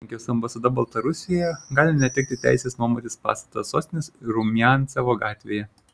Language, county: Lithuanian, Šiauliai